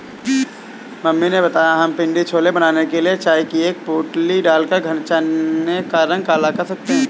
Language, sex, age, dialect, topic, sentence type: Hindi, male, 18-24, Awadhi Bundeli, agriculture, statement